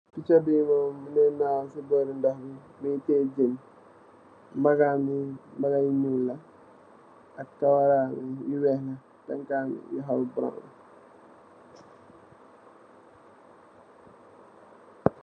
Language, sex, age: Wolof, male, 18-24